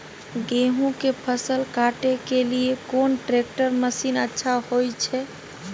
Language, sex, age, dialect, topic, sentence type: Maithili, female, 18-24, Bajjika, agriculture, question